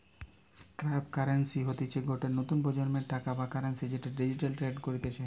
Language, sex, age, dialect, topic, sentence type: Bengali, male, 25-30, Western, banking, statement